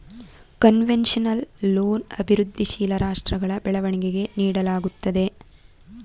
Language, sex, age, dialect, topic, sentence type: Kannada, female, 18-24, Mysore Kannada, banking, statement